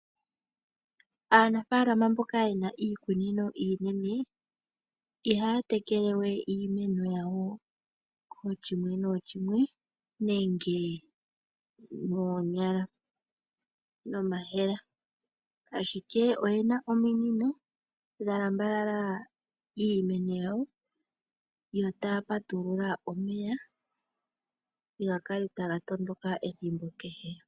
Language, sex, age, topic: Oshiwambo, female, 18-24, agriculture